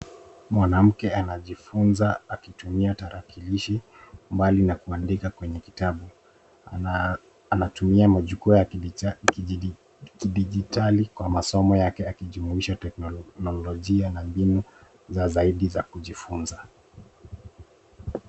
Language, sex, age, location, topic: Swahili, male, 25-35, Nairobi, education